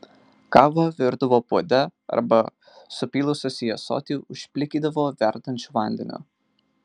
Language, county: Lithuanian, Marijampolė